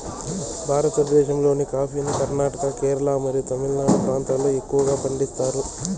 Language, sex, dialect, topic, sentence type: Telugu, male, Southern, agriculture, statement